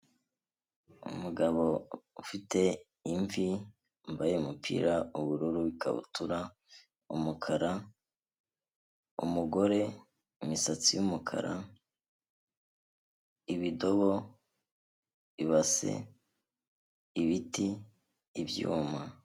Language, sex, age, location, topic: Kinyarwanda, male, 25-35, Kigali, health